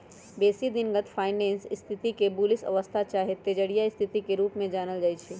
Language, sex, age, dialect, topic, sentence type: Magahi, female, 31-35, Western, banking, statement